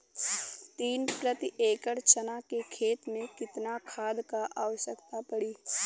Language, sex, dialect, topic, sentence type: Bhojpuri, female, Western, agriculture, question